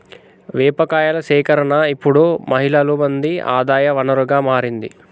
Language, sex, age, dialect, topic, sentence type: Telugu, male, 18-24, Telangana, agriculture, statement